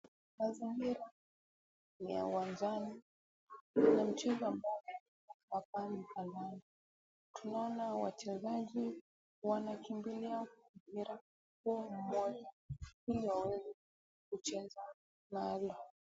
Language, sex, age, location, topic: Swahili, female, 18-24, Kisumu, government